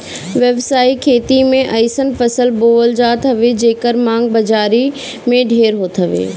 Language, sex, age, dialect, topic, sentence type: Bhojpuri, female, 31-35, Northern, agriculture, statement